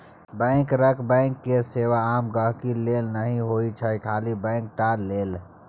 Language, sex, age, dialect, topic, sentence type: Maithili, male, 18-24, Bajjika, banking, statement